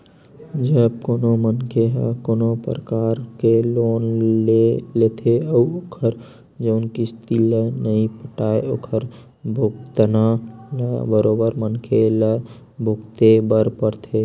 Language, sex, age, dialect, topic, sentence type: Chhattisgarhi, male, 18-24, Western/Budati/Khatahi, banking, statement